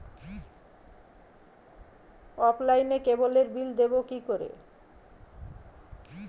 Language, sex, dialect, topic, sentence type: Bengali, female, Standard Colloquial, banking, question